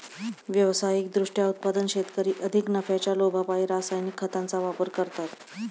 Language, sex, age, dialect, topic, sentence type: Marathi, female, 31-35, Standard Marathi, agriculture, statement